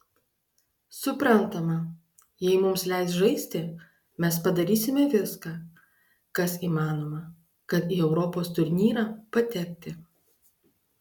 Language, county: Lithuanian, Klaipėda